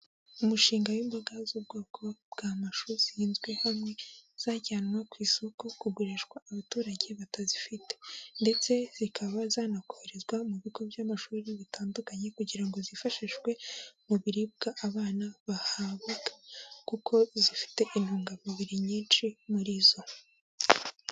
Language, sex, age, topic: Kinyarwanda, female, 18-24, agriculture